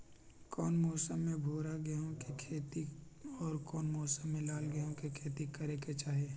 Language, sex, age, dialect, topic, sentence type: Magahi, male, 25-30, Western, agriculture, question